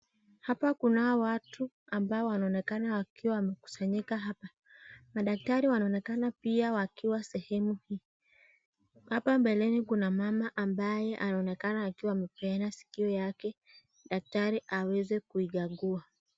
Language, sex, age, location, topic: Swahili, female, 25-35, Nakuru, health